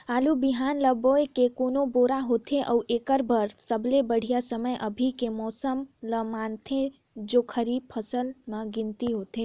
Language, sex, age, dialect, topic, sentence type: Chhattisgarhi, female, 18-24, Northern/Bhandar, agriculture, question